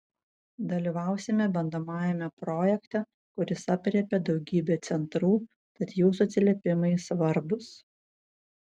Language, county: Lithuanian, Vilnius